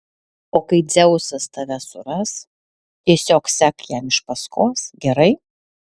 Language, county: Lithuanian, Alytus